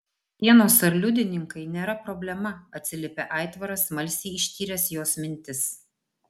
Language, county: Lithuanian, Vilnius